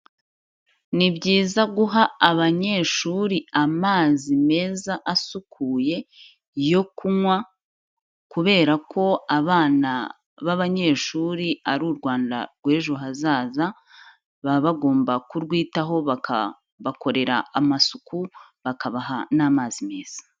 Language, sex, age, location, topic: Kinyarwanda, female, 25-35, Kigali, health